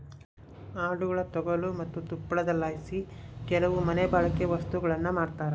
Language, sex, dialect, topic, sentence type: Kannada, male, Central, agriculture, statement